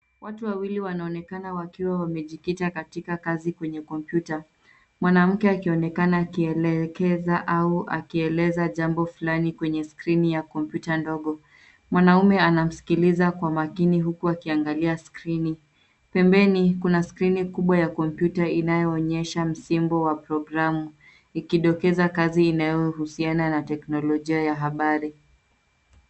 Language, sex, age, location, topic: Swahili, female, 25-35, Nairobi, education